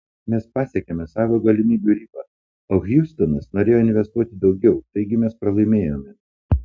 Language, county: Lithuanian, Panevėžys